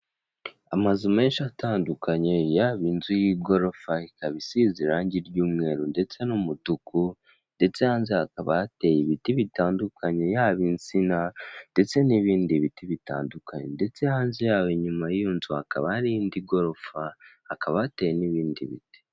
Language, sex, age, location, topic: Kinyarwanda, male, 18-24, Kigali, government